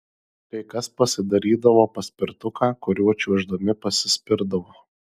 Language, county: Lithuanian, Marijampolė